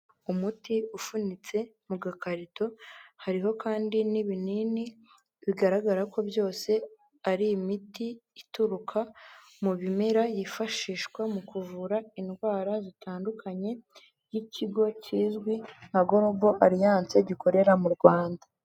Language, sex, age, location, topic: Kinyarwanda, female, 36-49, Kigali, health